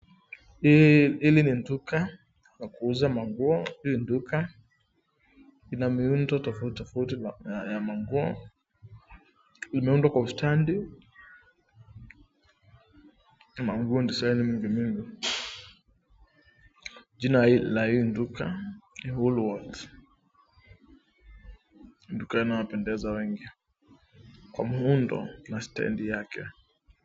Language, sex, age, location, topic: Swahili, male, 25-35, Nairobi, finance